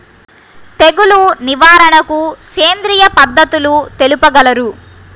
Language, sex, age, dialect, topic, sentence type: Telugu, female, 51-55, Central/Coastal, agriculture, question